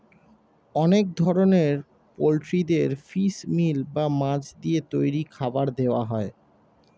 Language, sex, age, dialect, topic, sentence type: Bengali, male, 25-30, Standard Colloquial, agriculture, statement